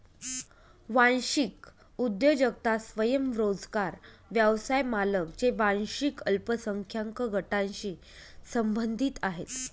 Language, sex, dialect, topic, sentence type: Marathi, female, Northern Konkan, banking, statement